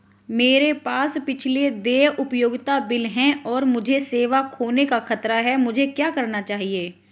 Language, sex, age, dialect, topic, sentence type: Hindi, female, 18-24, Hindustani Malvi Khadi Boli, banking, question